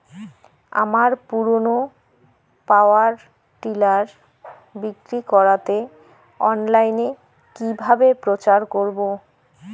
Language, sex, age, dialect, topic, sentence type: Bengali, female, 25-30, Rajbangshi, agriculture, question